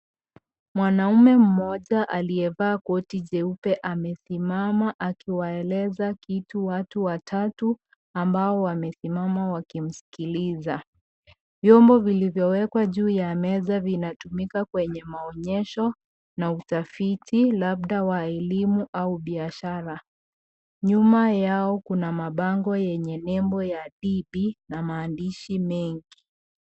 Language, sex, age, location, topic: Swahili, female, 25-35, Kisii, agriculture